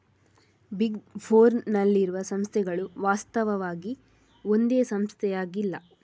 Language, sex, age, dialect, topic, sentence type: Kannada, female, 41-45, Coastal/Dakshin, banking, statement